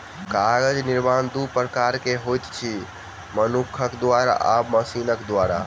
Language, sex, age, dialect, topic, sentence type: Maithili, male, 18-24, Southern/Standard, agriculture, statement